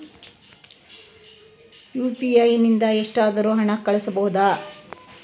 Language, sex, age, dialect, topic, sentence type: Kannada, female, 18-24, Central, banking, question